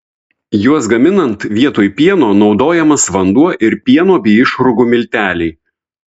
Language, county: Lithuanian, Vilnius